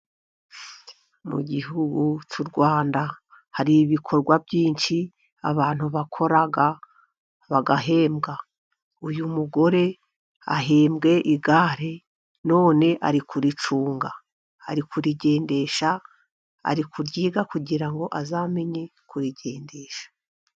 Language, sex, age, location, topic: Kinyarwanda, female, 50+, Musanze, government